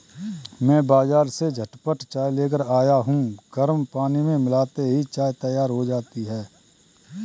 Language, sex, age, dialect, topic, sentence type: Hindi, male, 31-35, Kanauji Braj Bhasha, agriculture, statement